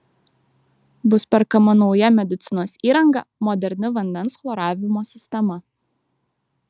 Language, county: Lithuanian, Kaunas